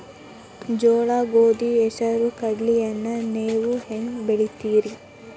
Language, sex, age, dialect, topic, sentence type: Kannada, female, 18-24, Dharwad Kannada, agriculture, question